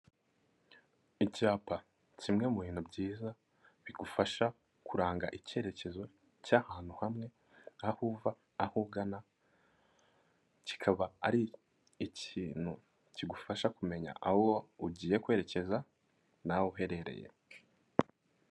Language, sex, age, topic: Kinyarwanda, male, 18-24, government